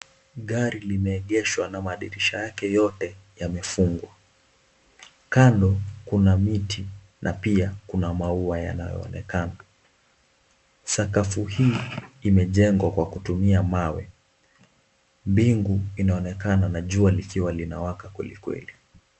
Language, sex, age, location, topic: Swahili, male, 18-24, Kisumu, finance